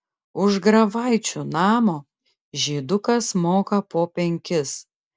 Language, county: Lithuanian, Klaipėda